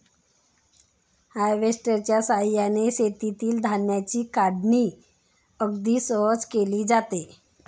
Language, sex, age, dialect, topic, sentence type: Marathi, female, 25-30, Standard Marathi, agriculture, statement